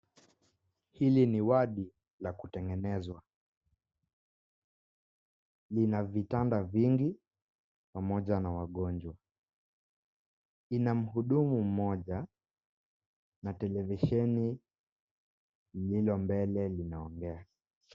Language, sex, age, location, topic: Swahili, male, 18-24, Mombasa, health